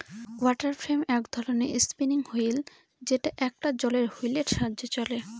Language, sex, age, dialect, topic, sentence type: Bengali, female, 18-24, Northern/Varendri, agriculture, statement